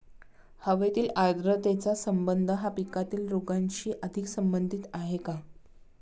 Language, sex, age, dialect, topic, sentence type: Marathi, female, 36-40, Standard Marathi, agriculture, question